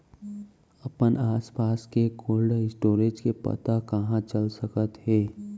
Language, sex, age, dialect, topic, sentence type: Chhattisgarhi, male, 18-24, Central, agriculture, question